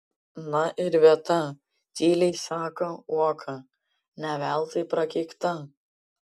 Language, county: Lithuanian, Panevėžys